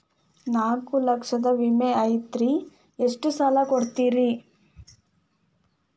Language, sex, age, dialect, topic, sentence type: Kannada, female, 25-30, Dharwad Kannada, banking, question